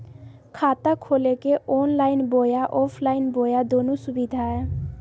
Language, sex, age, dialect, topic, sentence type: Magahi, female, 18-24, Southern, banking, question